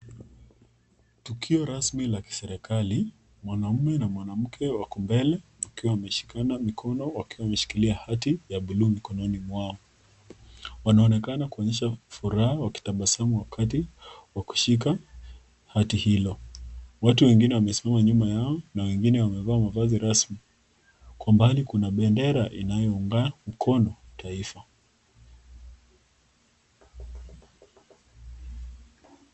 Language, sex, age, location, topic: Swahili, female, 25-35, Nakuru, government